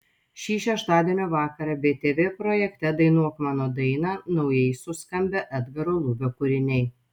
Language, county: Lithuanian, Telšiai